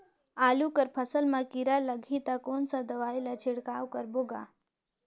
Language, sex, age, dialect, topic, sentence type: Chhattisgarhi, female, 18-24, Northern/Bhandar, agriculture, question